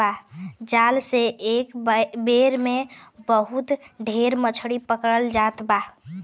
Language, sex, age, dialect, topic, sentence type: Bhojpuri, female, 31-35, Western, agriculture, statement